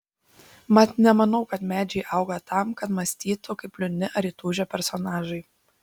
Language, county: Lithuanian, Šiauliai